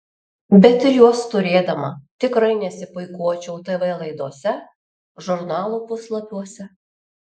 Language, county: Lithuanian, Alytus